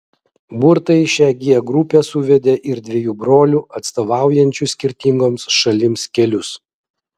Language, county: Lithuanian, Vilnius